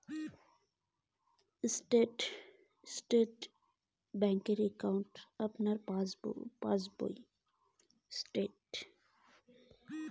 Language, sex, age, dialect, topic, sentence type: Bengali, female, 18-24, Rajbangshi, banking, question